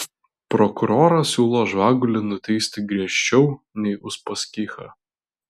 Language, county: Lithuanian, Vilnius